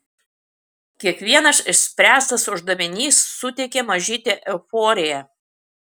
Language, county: Lithuanian, Kaunas